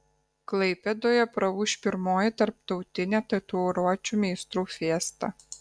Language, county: Lithuanian, Kaunas